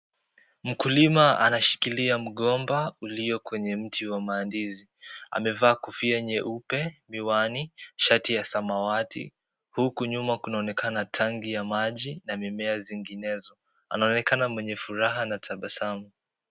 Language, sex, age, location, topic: Swahili, male, 18-24, Kisii, agriculture